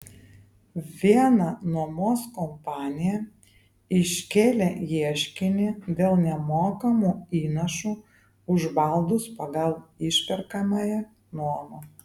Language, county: Lithuanian, Vilnius